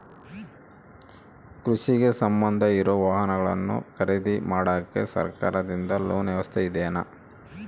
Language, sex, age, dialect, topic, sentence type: Kannada, male, 31-35, Central, agriculture, question